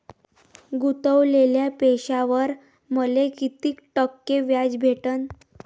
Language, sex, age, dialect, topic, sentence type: Marathi, female, 18-24, Varhadi, banking, question